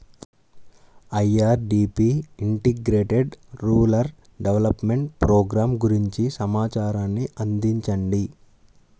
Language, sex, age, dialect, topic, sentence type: Telugu, male, 18-24, Central/Coastal, agriculture, question